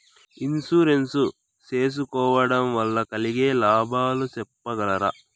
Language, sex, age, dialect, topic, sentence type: Telugu, male, 18-24, Southern, banking, question